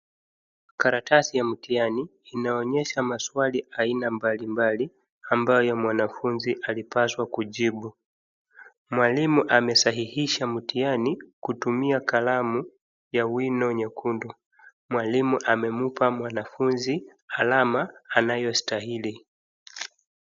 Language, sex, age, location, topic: Swahili, male, 25-35, Wajir, education